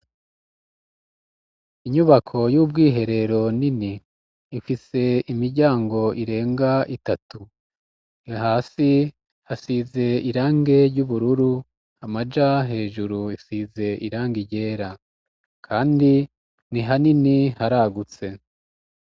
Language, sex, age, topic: Rundi, female, 36-49, education